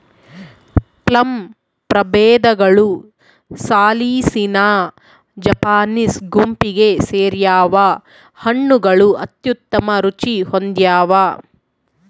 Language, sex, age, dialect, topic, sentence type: Kannada, female, 25-30, Central, agriculture, statement